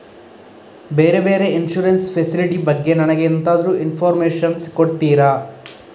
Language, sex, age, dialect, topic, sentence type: Kannada, male, 41-45, Coastal/Dakshin, banking, question